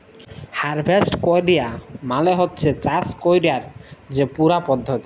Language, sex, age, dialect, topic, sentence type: Bengali, male, 18-24, Jharkhandi, agriculture, statement